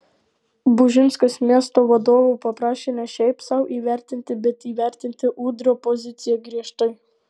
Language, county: Lithuanian, Alytus